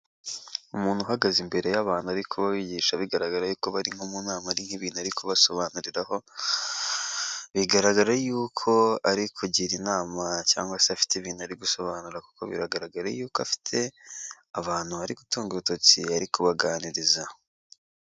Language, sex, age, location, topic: Kinyarwanda, male, 18-24, Kigali, government